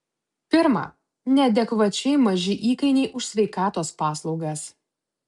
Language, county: Lithuanian, Utena